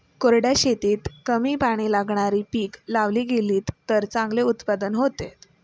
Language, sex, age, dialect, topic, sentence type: Marathi, female, 18-24, Standard Marathi, agriculture, statement